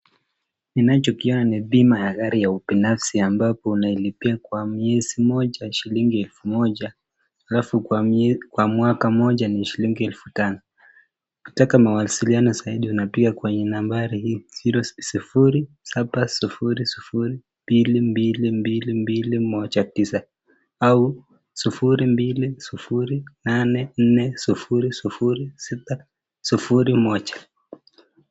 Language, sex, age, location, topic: Swahili, female, 18-24, Nakuru, finance